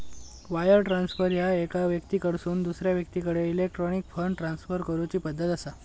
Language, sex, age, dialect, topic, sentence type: Marathi, male, 56-60, Southern Konkan, banking, statement